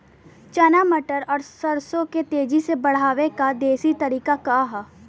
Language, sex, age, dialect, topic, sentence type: Bhojpuri, female, 18-24, Western, agriculture, question